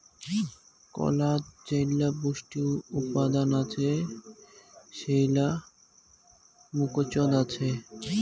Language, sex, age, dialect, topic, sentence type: Bengali, male, 18-24, Rajbangshi, agriculture, statement